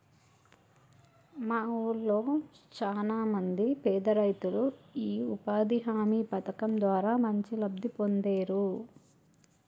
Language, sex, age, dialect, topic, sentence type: Telugu, male, 36-40, Telangana, banking, statement